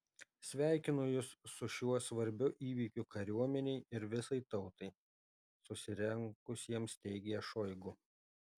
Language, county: Lithuanian, Alytus